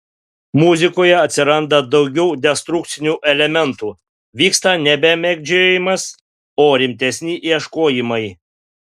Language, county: Lithuanian, Panevėžys